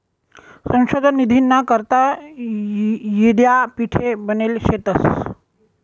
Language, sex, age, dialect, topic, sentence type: Marathi, male, 18-24, Northern Konkan, banking, statement